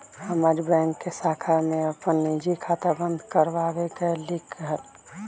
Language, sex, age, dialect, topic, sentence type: Magahi, male, 25-30, Western, banking, statement